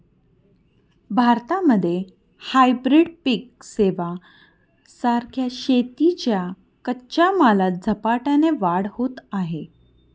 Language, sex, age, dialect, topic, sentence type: Marathi, female, 31-35, Northern Konkan, agriculture, statement